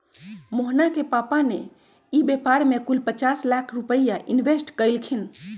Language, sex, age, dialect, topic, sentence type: Magahi, female, 46-50, Western, banking, statement